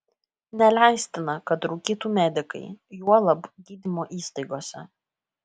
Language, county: Lithuanian, Kaunas